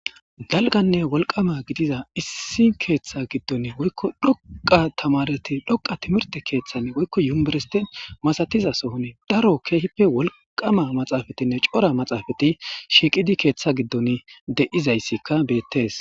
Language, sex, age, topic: Gamo, male, 25-35, government